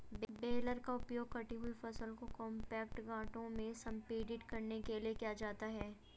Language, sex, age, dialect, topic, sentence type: Hindi, female, 25-30, Hindustani Malvi Khadi Boli, agriculture, statement